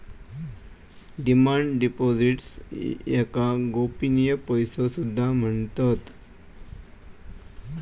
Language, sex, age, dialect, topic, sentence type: Marathi, male, 18-24, Southern Konkan, banking, statement